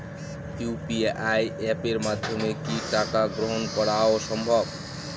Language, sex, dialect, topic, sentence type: Bengali, male, Northern/Varendri, banking, question